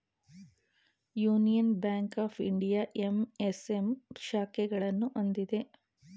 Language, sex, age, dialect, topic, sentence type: Kannada, female, 36-40, Mysore Kannada, banking, statement